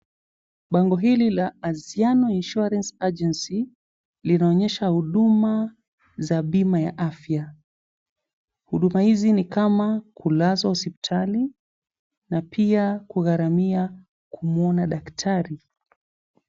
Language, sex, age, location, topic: Swahili, male, 25-35, Mombasa, finance